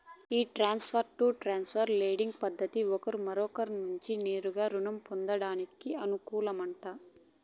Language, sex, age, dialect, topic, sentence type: Telugu, female, 25-30, Southern, banking, statement